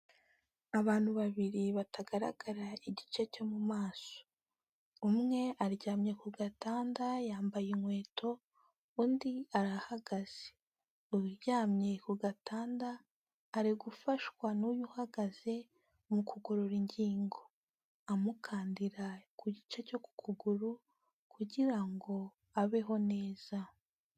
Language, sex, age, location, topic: Kinyarwanda, female, 18-24, Kigali, health